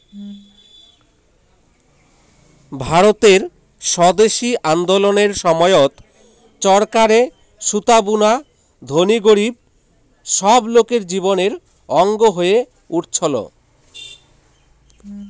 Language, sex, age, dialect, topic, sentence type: Bengali, male, 18-24, Rajbangshi, agriculture, statement